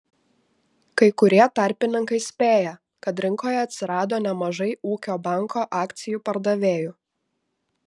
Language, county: Lithuanian, Šiauliai